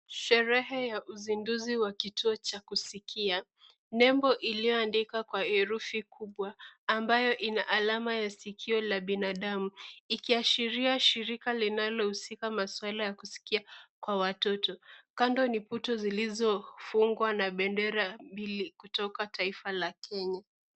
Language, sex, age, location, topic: Swahili, female, 18-24, Kisii, education